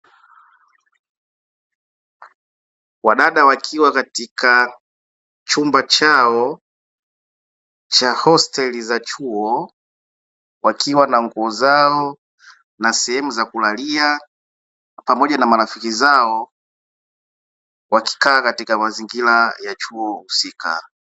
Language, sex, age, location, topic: Swahili, male, 18-24, Dar es Salaam, education